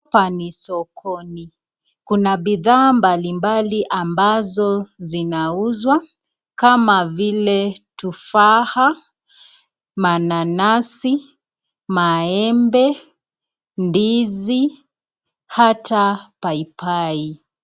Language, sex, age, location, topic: Swahili, female, 25-35, Nakuru, finance